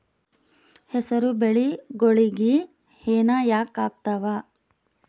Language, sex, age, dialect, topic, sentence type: Kannada, female, 25-30, Northeastern, agriculture, question